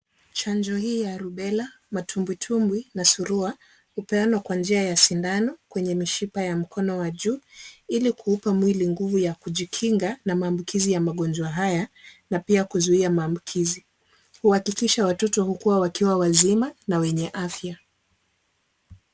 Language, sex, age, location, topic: Swahili, female, 18-24, Kisumu, health